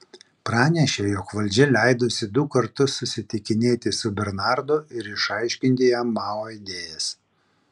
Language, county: Lithuanian, Vilnius